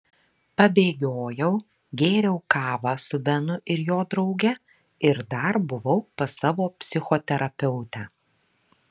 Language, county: Lithuanian, Marijampolė